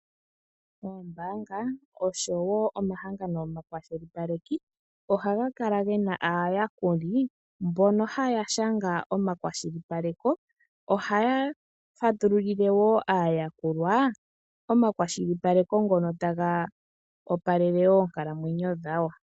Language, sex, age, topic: Oshiwambo, female, 25-35, finance